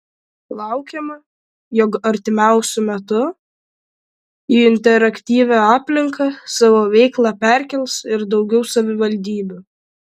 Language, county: Lithuanian, Vilnius